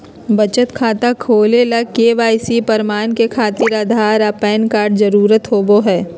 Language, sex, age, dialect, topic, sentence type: Magahi, female, 46-50, Southern, banking, statement